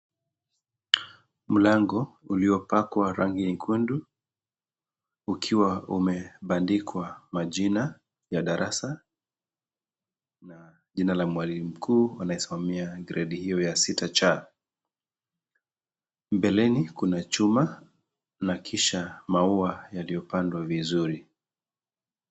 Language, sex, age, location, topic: Swahili, male, 25-35, Kisii, education